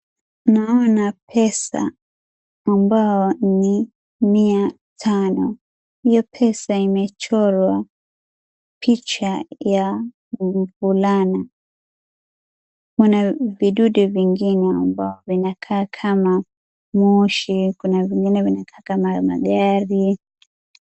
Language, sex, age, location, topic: Swahili, female, 18-24, Wajir, finance